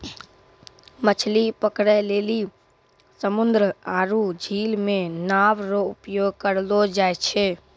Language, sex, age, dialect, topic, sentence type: Maithili, male, 46-50, Angika, agriculture, statement